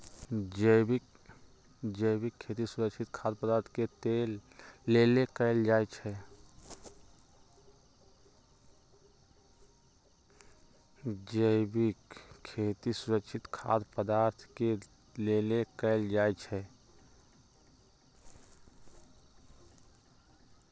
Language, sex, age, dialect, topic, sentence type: Magahi, male, 18-24, Western, agriculture, statement